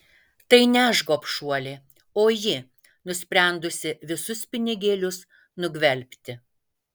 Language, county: Lithuanian, Vilnius